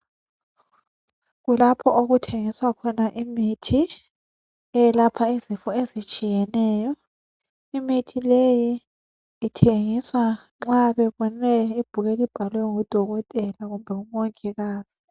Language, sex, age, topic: North Ndebele, female, 25-35, health